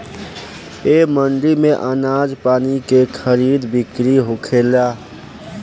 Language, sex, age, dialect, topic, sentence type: Bhojpuri, male, <18, Southern / Standard, agriculture, statement